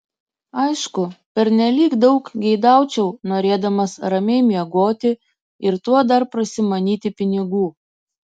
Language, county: Lithuanian, Kaunas